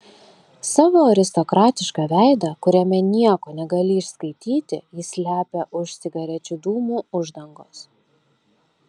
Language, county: Lithuanian, Kaunas